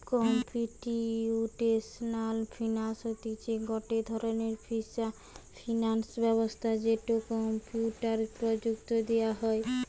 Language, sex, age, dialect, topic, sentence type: Bengali, female, 18-24, Western, banking, statement